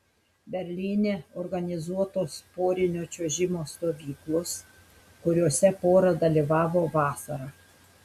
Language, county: Lithuanian, Telšiai